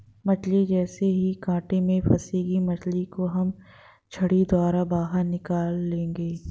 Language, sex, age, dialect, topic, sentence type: Hindi, female, 25-30, Hindustani Malvi Khadi Boli, agriculture, statement